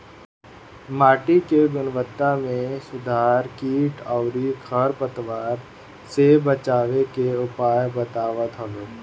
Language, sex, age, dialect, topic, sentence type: Bhojpuri, male, 31-35, Northern, agriculture, statement